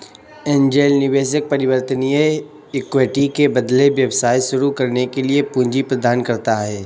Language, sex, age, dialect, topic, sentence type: Hindi, male, 18-24, Kanauji Braj Bhasha, banking, statement